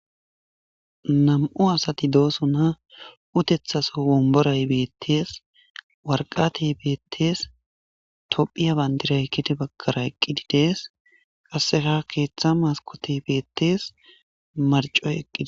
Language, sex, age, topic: Gamo, male, 25-35, government